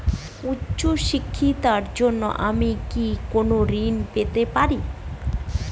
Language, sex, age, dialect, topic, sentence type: Bengali, female, 31-35, Standard Colloquial, banking, question